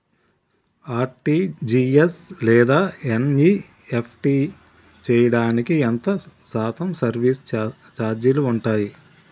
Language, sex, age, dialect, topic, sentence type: Telugu, male, 36-40, Utterandhra, banking, question